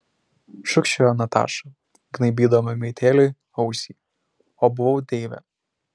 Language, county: Lithuanian, Šiauliai